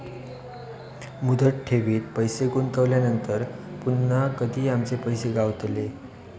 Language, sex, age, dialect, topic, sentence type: Marathi, male, 25-30, Southern Konkan, banking, question